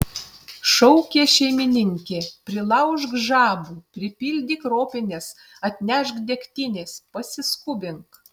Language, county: Lithuanian, Utena